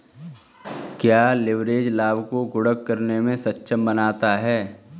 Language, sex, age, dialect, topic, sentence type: Hindi, male, 18-24, Kanauji Braj Bhasha, banking, statement